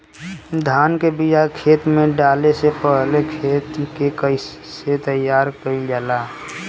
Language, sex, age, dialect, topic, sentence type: Bhojpuri, male, 18-24, Southern / Standard, agriculture, question